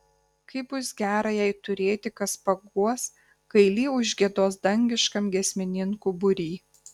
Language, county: Lithuanian, Kaunas